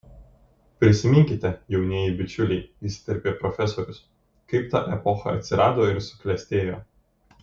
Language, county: Lithuanian, Kaunas